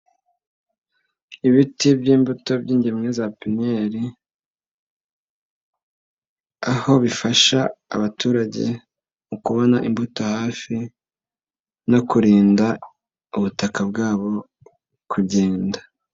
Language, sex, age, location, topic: Kinyarwanda, female, 18-24, Nyagatare, agriculture